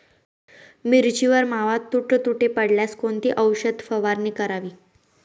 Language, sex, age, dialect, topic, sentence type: Marathi, female, 18-24, Northern Konkan, agriculture, question